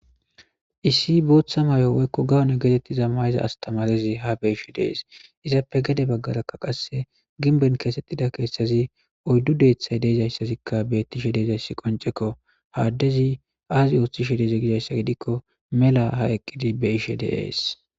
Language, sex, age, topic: Gamo, male, 25-35, government